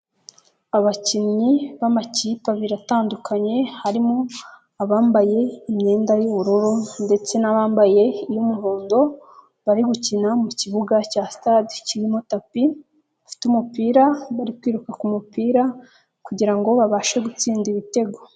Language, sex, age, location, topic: Kinyarwanda, female, 18-24, Nyagatare, government